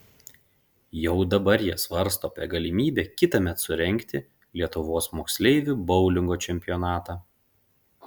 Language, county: Lithuanian, Panevėžys